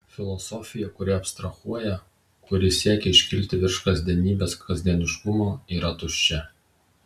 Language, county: Lithuanian, Vilnius